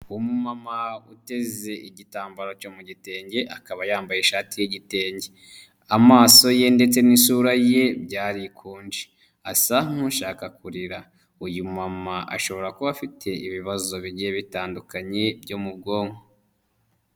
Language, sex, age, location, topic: Kinyarwanda, male, 25-35, Huye, health